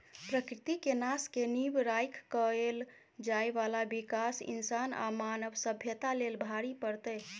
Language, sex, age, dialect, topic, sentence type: Maithili, female, 18-24, Bajjika, agriculture, statement